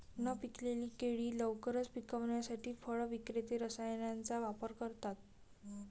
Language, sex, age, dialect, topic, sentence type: Marathi, female, 18-24, Varhadi, agriculture, statement